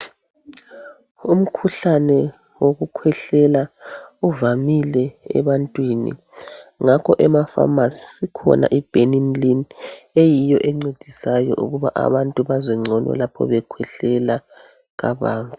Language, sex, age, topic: North Ndebele, male, 36-49, health